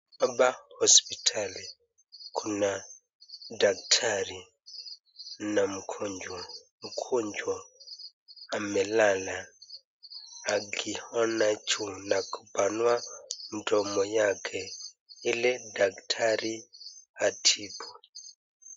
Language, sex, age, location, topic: Swahili, male, 25-35, Nakuru, health